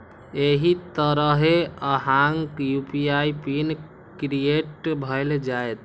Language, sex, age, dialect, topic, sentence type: Maithili, male, 51-55, Eastern / Thethi, banking, statement